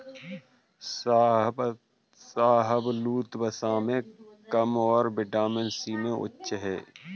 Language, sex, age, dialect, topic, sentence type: Hindi, male, 41-45, Kanauji Braj Bhasha, agriculture, statement